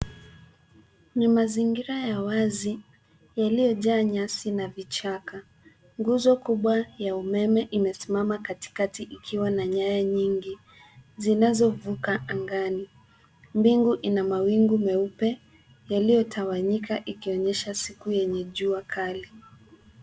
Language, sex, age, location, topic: Swahili, female, 18-24, Nairobi, government